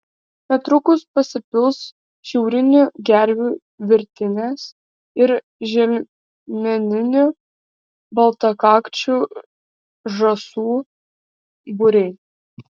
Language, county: Lithuanian, Vilnius